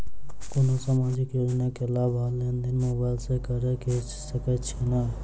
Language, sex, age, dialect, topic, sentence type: Maithili, male, 18-24, Southern/Standard, banking, question